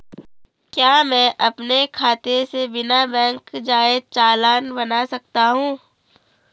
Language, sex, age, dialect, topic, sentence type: Hindi, female, 18-24, Garhwali, banking, question